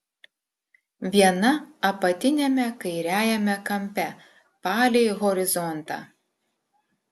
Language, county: Lithuanian, Klaipėda